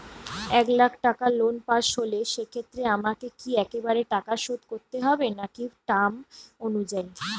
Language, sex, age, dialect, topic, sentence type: Bengali, female, 25-30, Northern/Varendri, banking, question